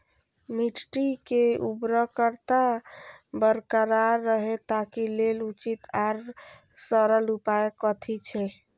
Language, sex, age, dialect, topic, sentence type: Maithili, female, 25-30, Eastern / Thethi, agriculture, question